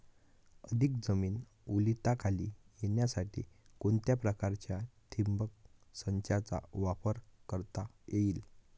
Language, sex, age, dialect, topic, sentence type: Marathi, male, 18-24, Northern Konkan, agriculture, question